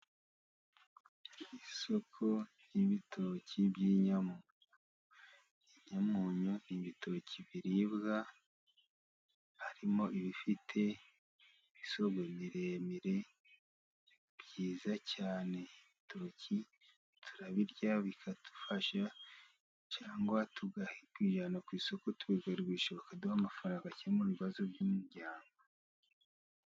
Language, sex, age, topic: Kinyarwanda, male, 50+, agriculture